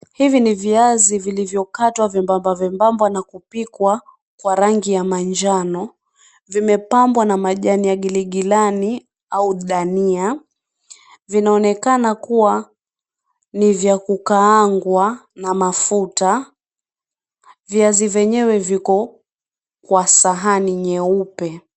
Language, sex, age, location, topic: Swahili, female, 25-35, Mombasa, agriculture